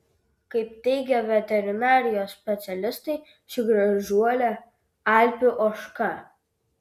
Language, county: Lithuanian, Vilnius